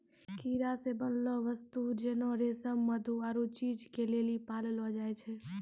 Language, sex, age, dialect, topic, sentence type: Maithili, female, 18-24, Angika, agriculture, statement